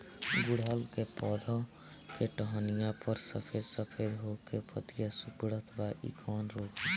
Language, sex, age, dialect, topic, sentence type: Bhojpuri, male, 18-24, Northern, agriculture, question